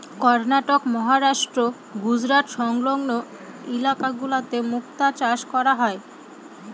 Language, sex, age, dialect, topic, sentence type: Bengali, female, 18-24, Northern/Varendri, agriculture, statement